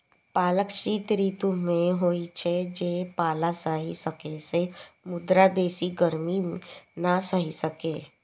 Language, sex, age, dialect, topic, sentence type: Maithili, female, 18-24, Eastern / Thethi, agriculture, statement